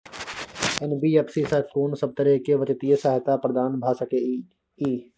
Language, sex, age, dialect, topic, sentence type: Maithili, male, 18-24, Bajjika, banking, question